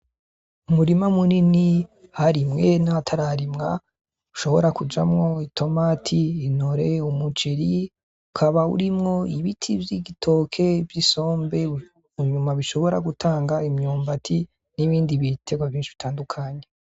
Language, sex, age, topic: Rundi, male, 25-35, agriculture